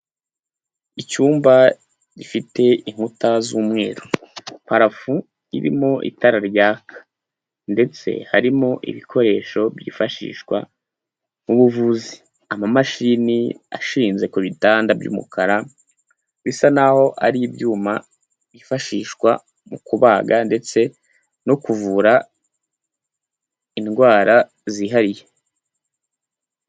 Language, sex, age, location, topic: Kinyarwanda, male, 18-24, Huye, health